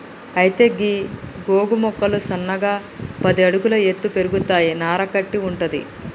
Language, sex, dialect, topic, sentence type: Telugu, female, Telangana, agriculture, statement